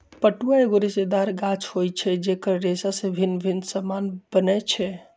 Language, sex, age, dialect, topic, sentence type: Magahi, male, 25-30, Western, agriculture, statement